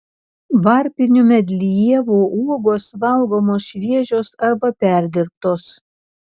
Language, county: Lithuanian, Kaunas